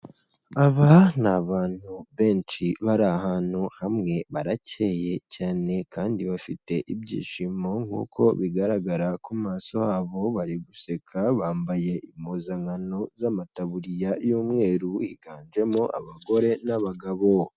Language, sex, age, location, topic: Kinyarwanda, male, 18-24, Kigali, health